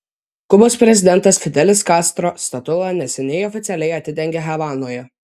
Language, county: Lithuanian, Vilnius